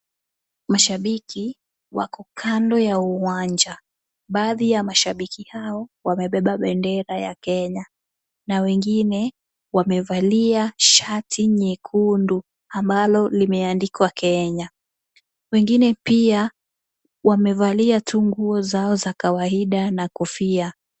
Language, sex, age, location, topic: Swahili, female, 18-24, Kisumu, government